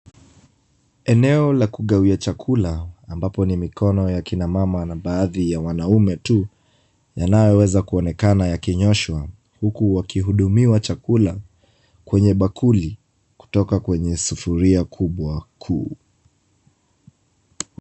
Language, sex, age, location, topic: Swahili, male, 25-35, Kisumu, agriculture